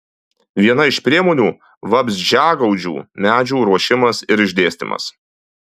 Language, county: Lithuanian, Alytus